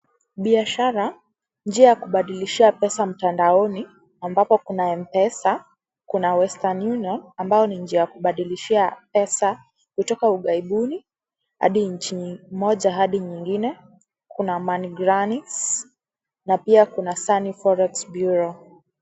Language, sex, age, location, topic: Swahili, female, 18-24, Kisii, finance